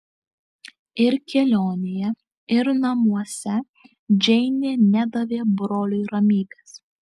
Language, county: Lithuanian, Alytus